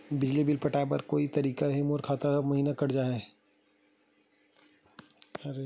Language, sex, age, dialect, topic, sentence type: Chhattisgarhi, male, 18-24, Western/Budati/Khatahi, banking, question